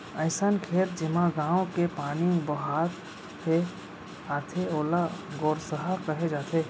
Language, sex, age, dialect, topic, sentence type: Chhattisgarhi, male, 41-45, Central, agriculture, statement